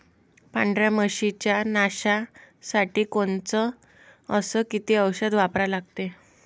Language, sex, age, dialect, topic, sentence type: Marathi, female, 25-30, Varhadi, agriculture, question